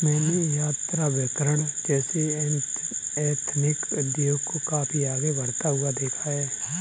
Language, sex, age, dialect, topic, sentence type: Hindi, male, 25-30, Kanauji Braj Bhasha, banking, statement